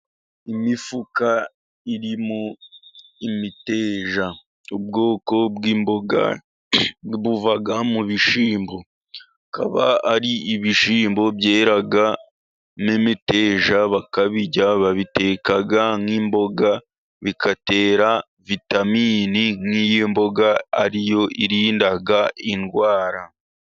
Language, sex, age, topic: Kinyarwanda, male, 36-49, agriculture